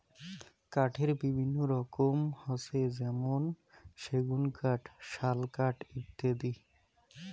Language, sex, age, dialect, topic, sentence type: Bengali, male, 25-30, Rajbangshi, agriculture, statement